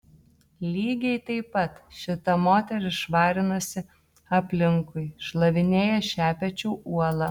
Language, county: Lithuanian, Telšiai